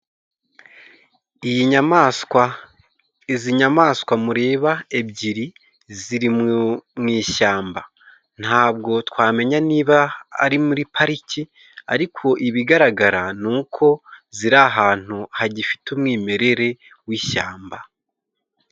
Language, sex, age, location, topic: Kinyarwanda, male, 25-35, Musanze, agriculture